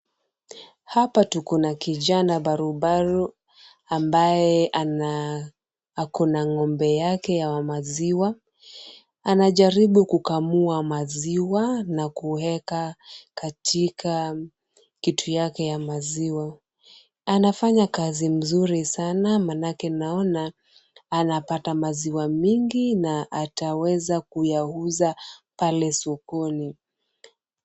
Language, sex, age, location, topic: Swahili, female, 25-35, Kisumu, agriculture